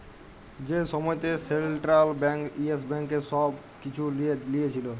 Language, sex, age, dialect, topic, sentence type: Bengali, male, 18-24, Jharkhandi, banking, statement